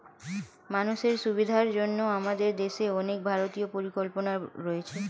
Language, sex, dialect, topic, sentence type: Bengali, female, Standard Colloquial, banking, statement